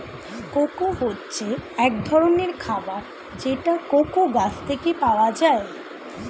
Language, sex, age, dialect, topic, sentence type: Bengali, female, 18-24, Standard Colloquial, agriculture, statement